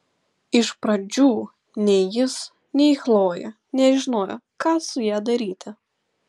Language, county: Lithuanian, Klaipėda